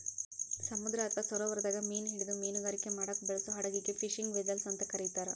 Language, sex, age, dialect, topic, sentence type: Kannada, female, 25-30, Dharwad Kannada, agriculture, statement